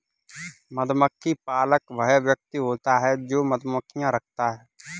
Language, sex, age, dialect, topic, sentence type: Hindi, male, 18-24, Kanauji Braj Bhasha, agriculture, statement